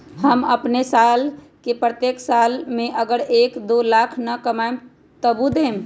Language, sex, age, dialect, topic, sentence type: Magahi, female, 25-30, Western, banking, question